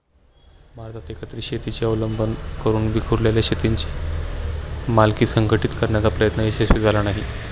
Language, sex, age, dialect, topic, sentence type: Marathi, male, 18-24, Standard Marathi, agriculture, statement